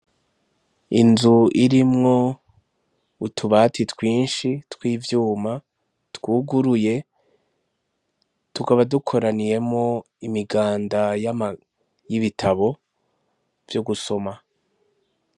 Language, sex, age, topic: Rundi, male, 25-35, education